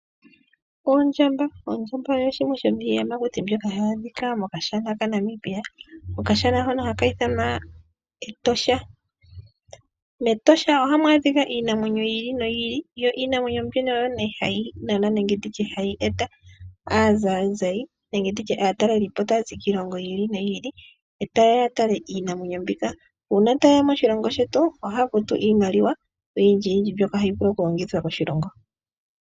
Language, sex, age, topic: Oshiwambo, female, 25-35, agriculture